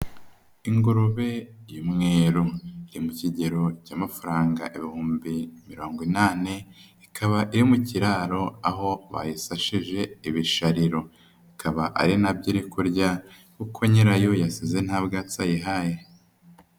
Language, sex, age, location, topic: Kinyarwanda, male, 25-35, Nyagatare, agriculture